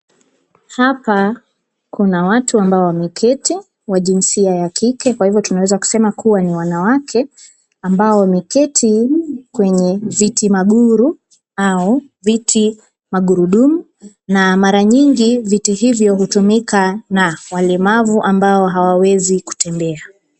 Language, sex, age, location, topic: Swahili, female, 25-35, Kisumu, education